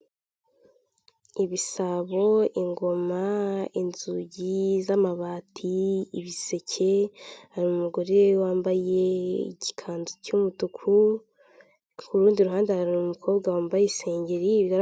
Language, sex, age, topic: Kinyarwanda, female, 18-24, finance